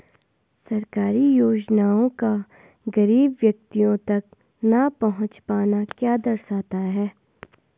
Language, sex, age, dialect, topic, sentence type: Hindi, female, 18-24, Garhwali, banking, question